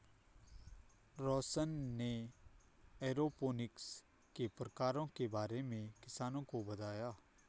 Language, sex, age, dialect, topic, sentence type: Hindi, male, 25-30, Garhwali, agriculture, statement